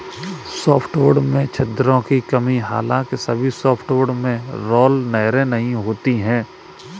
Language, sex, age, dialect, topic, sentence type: Hindi, male, 18-24, Kanauji Braj Bhasha, agriculture, statement